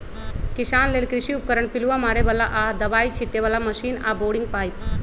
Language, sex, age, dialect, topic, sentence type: Magahi, female, 31-35, Western, agriculture, statement